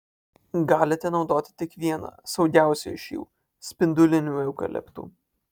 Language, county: Lithuanian, Alytus